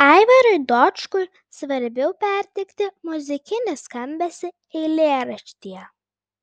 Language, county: Lithuanian, Klaipėda